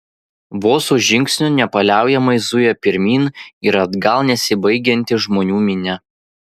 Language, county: Lithuanian, Vilnius